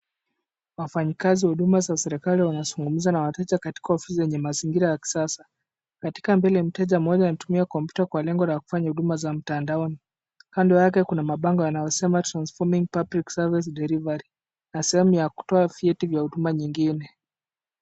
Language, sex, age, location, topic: Swahili, male, 25-35, Kisumu, government